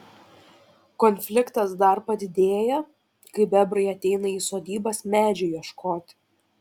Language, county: Lithuanian, Šiauliai